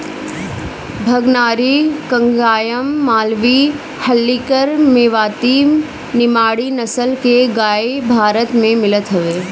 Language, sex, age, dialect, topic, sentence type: Bhojpuri, female, 18-24, Northern, agriculture, statement